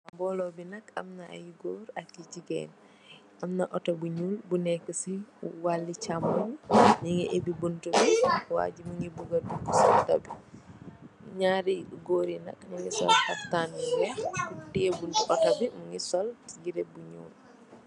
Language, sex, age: Wolof, female, 18-24